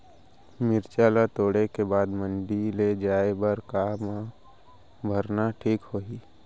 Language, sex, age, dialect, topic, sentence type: Chhattisgarhi, male, 18-24, Central, agriculture, question